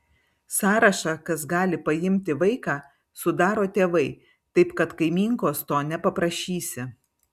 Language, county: Lithuanian, Vilnius